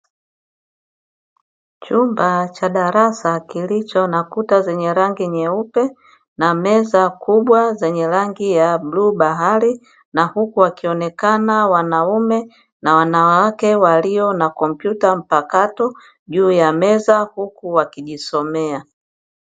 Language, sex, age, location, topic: Swahili, female, 50+, Dar es Salaam, education